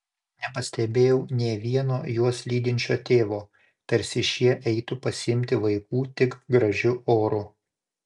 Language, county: Lithuanian, Panevėžys